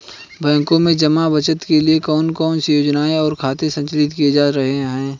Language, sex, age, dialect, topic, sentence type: Hindi, male, 18-24, Hindustani Malvi Khadi Boli, banking, question